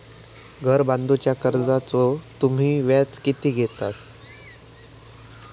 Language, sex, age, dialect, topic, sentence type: Marathi, male, 18-24, Southern Konkan, banking, question